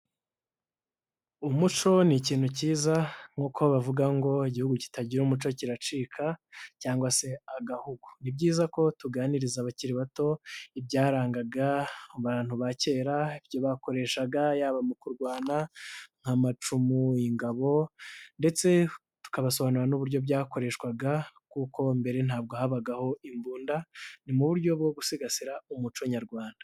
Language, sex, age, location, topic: Kinyarwanda, male, 25-35, Nyagatare, government